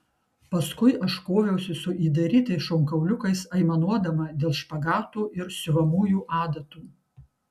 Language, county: Lithuanian, Kaunas